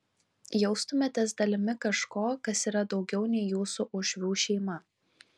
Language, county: Lithuanian, Vilnius